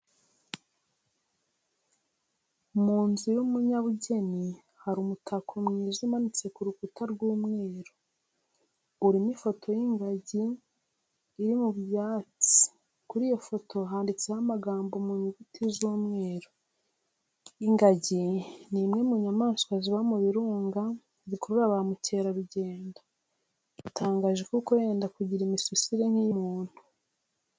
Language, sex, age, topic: Kinyarwanda, female, 25-35, education